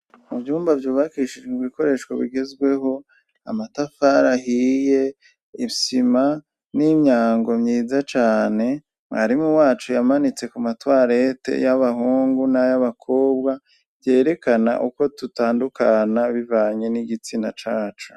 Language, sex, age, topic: Rundi, male, 36-49, education